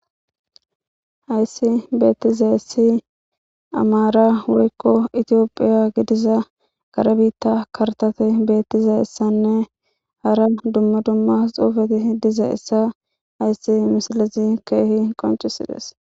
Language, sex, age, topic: Gamo, female, 18-24, government